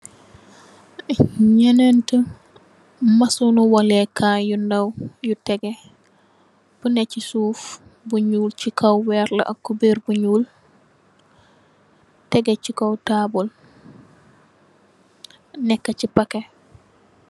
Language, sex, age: Wolof, female, 18-24